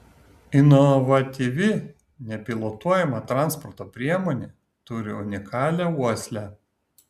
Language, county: Lithuanian, Kaunas